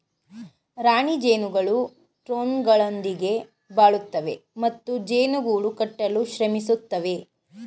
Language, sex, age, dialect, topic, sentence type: Kannada, female, 31-35, Mysore Kannada, agriculture, statement